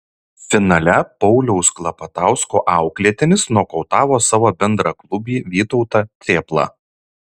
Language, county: Lithuanian, Šiauliai